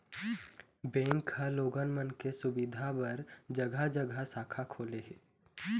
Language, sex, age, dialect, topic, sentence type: Chhattisgarhi, male, 18-24, Eastern, banking, statement